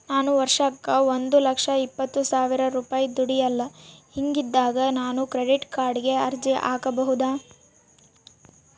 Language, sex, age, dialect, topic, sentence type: Kannada, female, 18-24, Central, banking, question